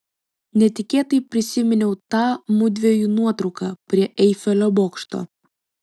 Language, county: Lithuanian, Vilnius